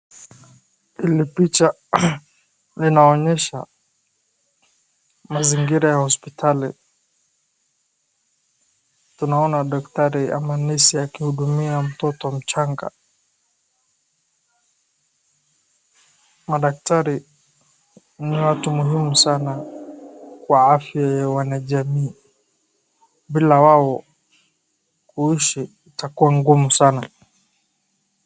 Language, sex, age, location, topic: Swahili, male, 25-35, Wajir, health